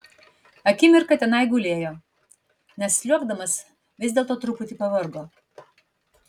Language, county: Lithuanian, Vilnius